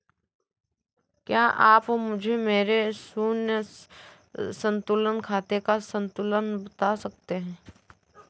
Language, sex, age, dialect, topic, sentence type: Hindi, female, 18-24, Awadhi Bundeli, banking, question